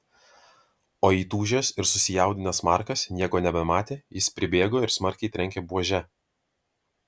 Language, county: Lithuanian, Vilnius